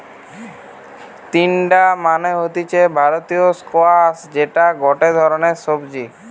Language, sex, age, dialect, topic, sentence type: Bengali, male, 18-24, Western, agriculture, statement